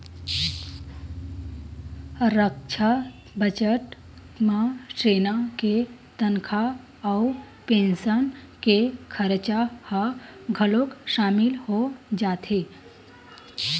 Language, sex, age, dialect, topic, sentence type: Chhattisgarhi, female, 25-30, Western/Budati/Khatahi, banking, statement